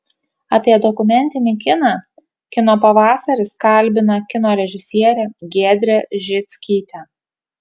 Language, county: Lithuanian, Kaunas